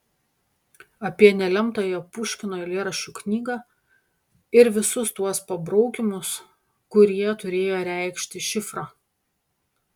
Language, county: Lithuanian, Panevėžys